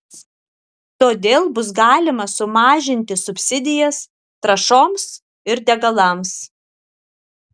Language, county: Lithuanian, Alytus